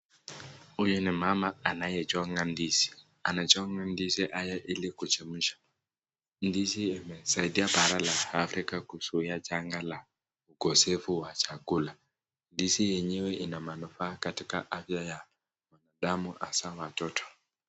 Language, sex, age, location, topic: Swahili, male, 18-24, Nakuru, agriculture